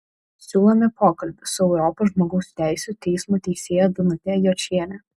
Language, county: Lithuanian, Šiauliai